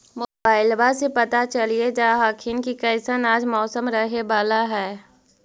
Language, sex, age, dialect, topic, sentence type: Magahi, female, 36-40, Central/Standard, agriculture, question